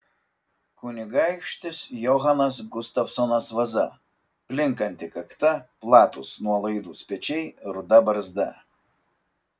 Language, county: Lithuanian, Kaunas